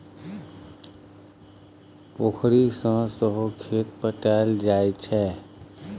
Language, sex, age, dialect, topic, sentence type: Maithili, male, 36-40, Bajjika, agriculture, statement